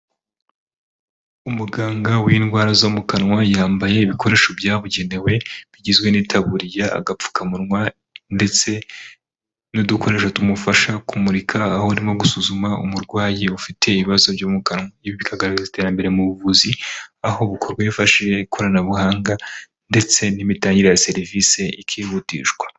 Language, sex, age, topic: Kinyarwanda, male, 18-24, health